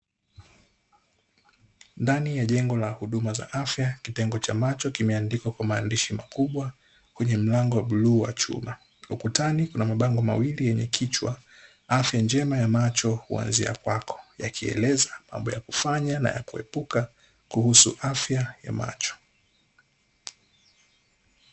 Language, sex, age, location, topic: Swahili, male, 18-24, Dar es Salaam, health